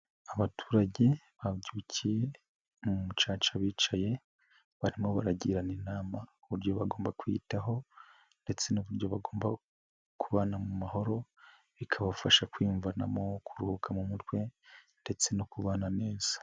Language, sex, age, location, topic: Kinyarwanda, male, 25-35, Nyagatare, health